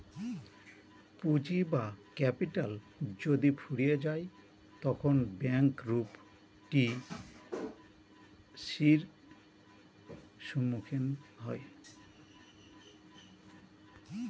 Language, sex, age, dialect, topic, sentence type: Bengali, male, 46-50, Northern/Varendri, banking, statement